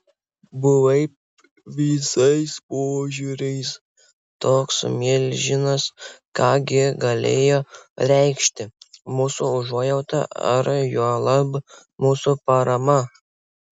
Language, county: Lithuanian, Vilnius